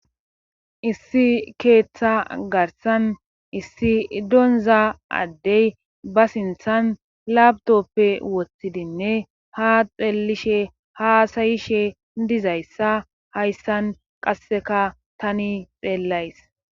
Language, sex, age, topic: Gamo, female, 25-35, government